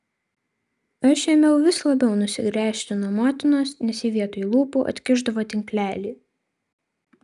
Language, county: Lithuanian, Vilnius